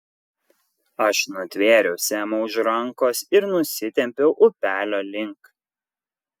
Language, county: Lithuanian, Kaunas